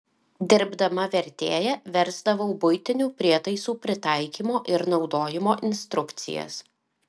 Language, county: Lithuanian, Alytus